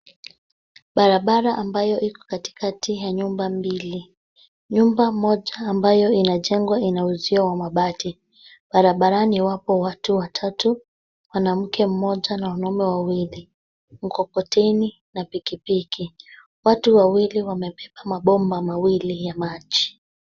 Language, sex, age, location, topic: Swahili, female, 25-35, Nairobi, government